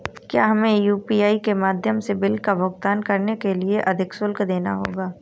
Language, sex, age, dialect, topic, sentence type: Hindi, female, 18-24, Awadhi Bundeli, banking, question